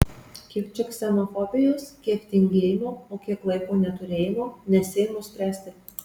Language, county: Lithuanian, Marijampolė